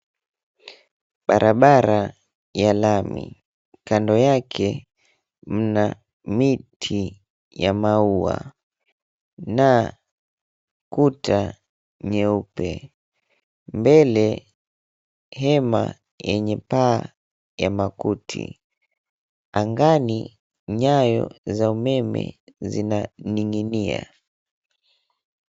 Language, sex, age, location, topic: Swahili, male, 25-35, Mombasa, government